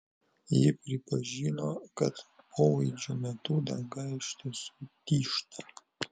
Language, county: Lithuanian, Vilnius